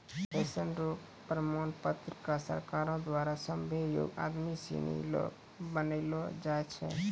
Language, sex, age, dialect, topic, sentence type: Maithili, male, 18-24, Angika, banking, statement